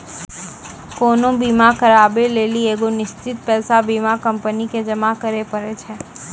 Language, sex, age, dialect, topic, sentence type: Maithili, female, 18-24, Angika, banking, statement